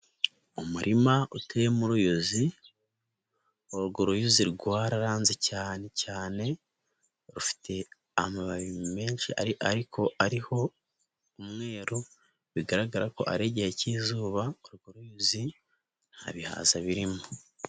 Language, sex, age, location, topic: Kinyarwanda, male, 18-24, Nyagatare, agriculture